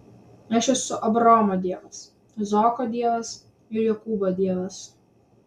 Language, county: Lithuanian, Vilnius